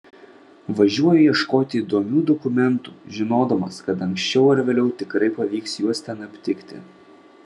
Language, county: Lithuanian, Vilnius